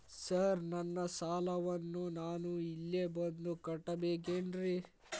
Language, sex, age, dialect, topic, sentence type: Kannada, male, 18-24, Dharwad Kannada, banking, question